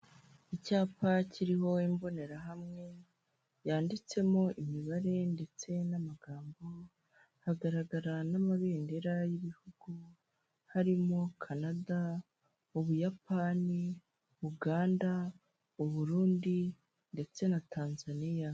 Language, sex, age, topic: Kinyarwanda, female, 18-24, finance